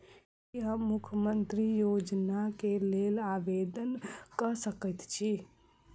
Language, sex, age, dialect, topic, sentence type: Maithili, female, 18-24, Southern/Standard, banking, question